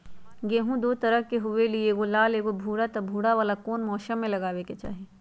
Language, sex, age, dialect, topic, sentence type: Magahi, female, 41-45, Western, agriculture, question